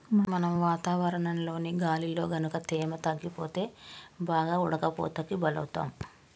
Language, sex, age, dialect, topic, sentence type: Telugu, male, 25-30, Telangana, agriculture, statement